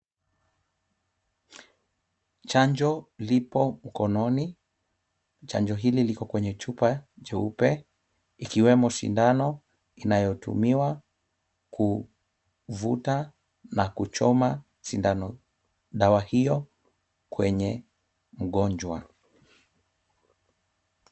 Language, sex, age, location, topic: Swahili, male, 25-35, Kisumu, health